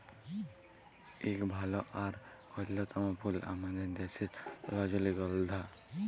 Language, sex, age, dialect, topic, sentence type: Bengali, male, 18-24, Jharkhandi, agriculture, statement